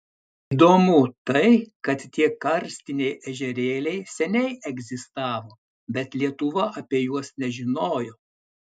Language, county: Lithuanian, Klaipėda